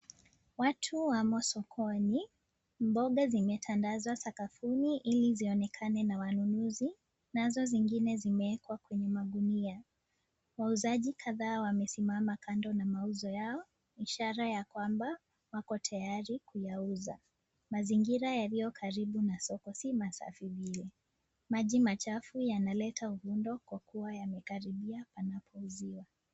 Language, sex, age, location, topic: Swahili, female, 18-24, Nakuru, finance